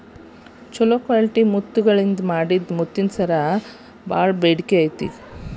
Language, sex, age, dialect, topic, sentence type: Kannada, female, 31-35, Dharwad Kannada, agriculture, statement